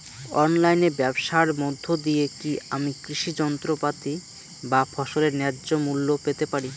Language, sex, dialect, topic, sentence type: Bengali, male, Rajbangshi, agriculture, question